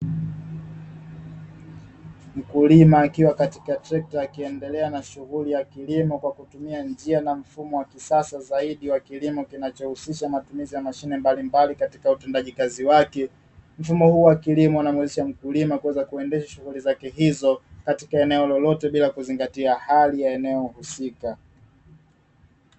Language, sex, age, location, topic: Swahili, male, 25-35, Dar es Salaam, agriculture